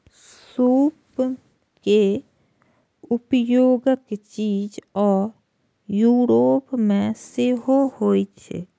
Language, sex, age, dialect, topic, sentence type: Maithili, female, 56-60, Eastern / Thethi, agriculture, statement